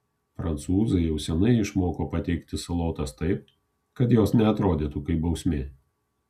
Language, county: Lithuanian, Kaunas